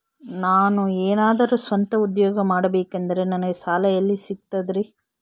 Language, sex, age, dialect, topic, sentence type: Kannada, female, 18-24, Central, banking, question